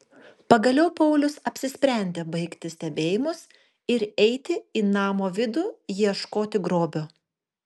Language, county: Lithuanian, Panevėžys